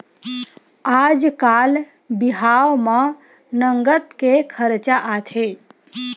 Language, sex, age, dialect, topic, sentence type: Chhattisgarhi, female, 25-30, Western/Budati/Khatahi, banking, statement